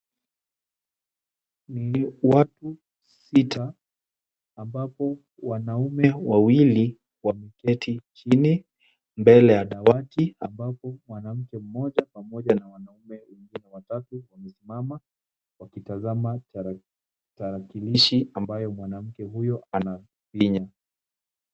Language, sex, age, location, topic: Swahili, male, 18-24, Kisumu, government